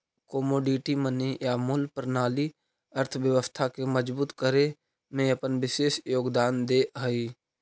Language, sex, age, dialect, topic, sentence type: Magahi, male, 31-35, Central/Standard, banking, statement